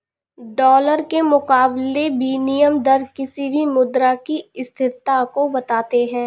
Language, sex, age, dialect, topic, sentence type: Hindi, female, 25-30, Awadhi Bundeli, banking, statement